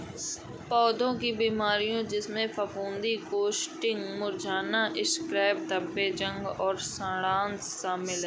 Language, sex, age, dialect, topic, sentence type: Hindi, male, 25-30, Awadhi Bundeli, agriculture, statement